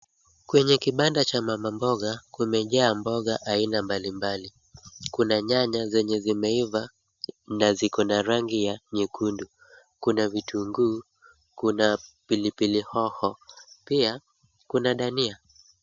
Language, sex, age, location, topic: Swahili, male, 25-35, Kisumu, finance